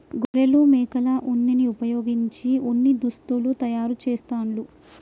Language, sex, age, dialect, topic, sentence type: Telugu, female, 25-30, Telangana, agriculture, statement